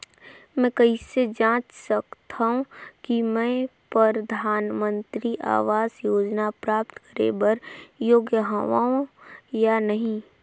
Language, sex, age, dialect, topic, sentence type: Chhattisgarhi, female, 18-24, Northern/Bhandar, banking, question